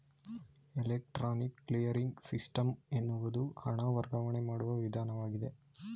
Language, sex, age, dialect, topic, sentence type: Kannada, male, 18-24, Mysore Kannada, banking, statement